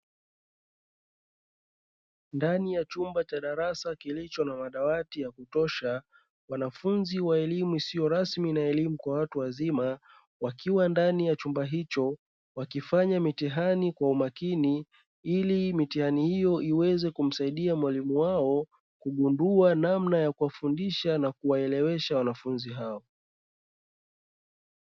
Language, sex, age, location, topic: Swahili, male, 25-35, Dar es Salaam, education